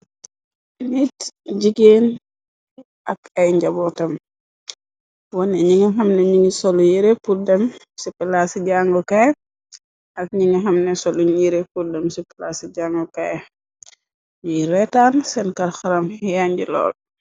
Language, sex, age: Wolof, female, 25-35